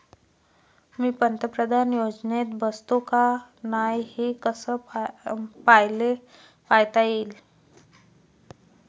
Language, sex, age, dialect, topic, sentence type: Marathi, female, 25-30, Varhadi, banking, question